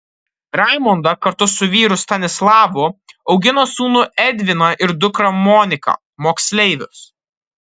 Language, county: Lithuanian, Kaunas